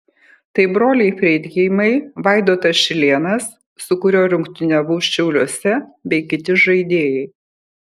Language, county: Lithuanian, Kaunas